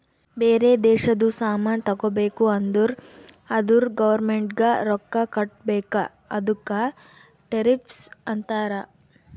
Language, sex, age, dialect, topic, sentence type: Kannada, female, 18-24, Northeastern, banking, statement